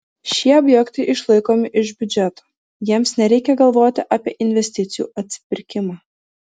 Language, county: Lithuanian, Vilnius